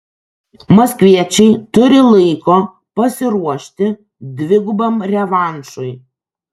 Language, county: Lithuanian, Kaunas